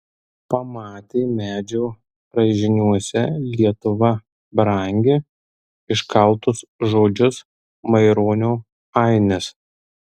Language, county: Lithuanian, Tauragė